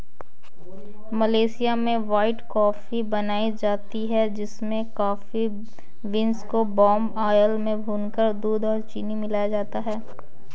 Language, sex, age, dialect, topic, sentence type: Hindi, female, 18-24, Kanauji Braj Bhasha, agriculture, statement